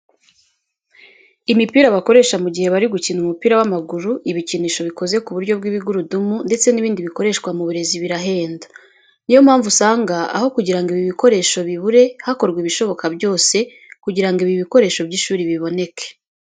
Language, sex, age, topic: Kinyarwanda, female, 25-35, education